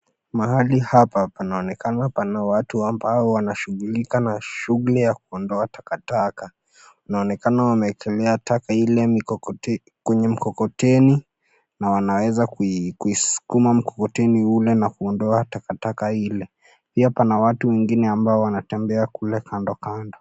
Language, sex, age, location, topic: Swahili, male, 18-24, Nairobi, government